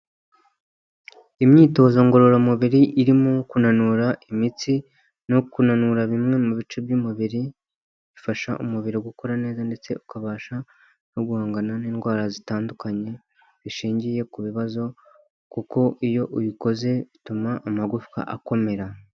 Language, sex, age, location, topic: Kinyarwanda, male, 25-35, Huye, health